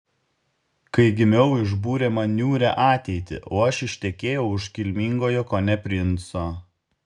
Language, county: Lithuanian, Šiauliai